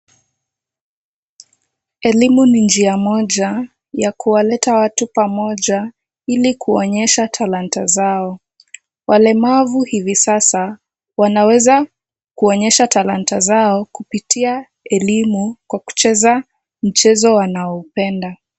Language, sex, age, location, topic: Swahili, female, 18-24, Kisumu, education